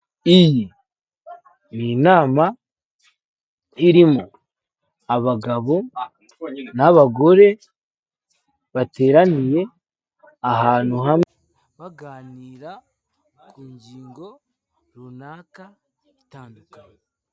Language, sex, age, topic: Kinyarwanda, male, 25-35, government